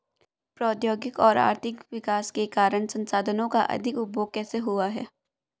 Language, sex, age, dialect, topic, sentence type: Hindi, female, 25-30, Hindustani Malvi Khadi Boli, agriculture, question